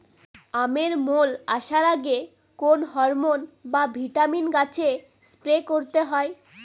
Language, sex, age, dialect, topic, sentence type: Bengali, female, 18-24, Northern/Varendri, agriculture, question